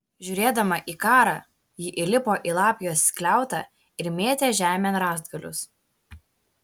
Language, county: Lithuanian, Kaunas